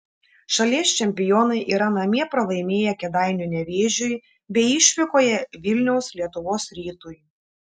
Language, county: Lithuanian, Šiauliai